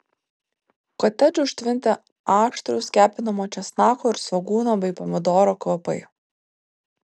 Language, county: Lithuanian, Vilnius